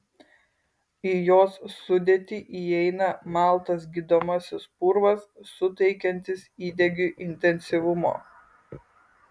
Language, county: Lithuanian, Kaunas